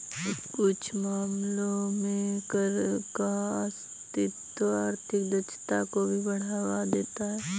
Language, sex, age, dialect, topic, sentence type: Hindi, female, 25-30, Kanauji Braj Bhasha, banking, statement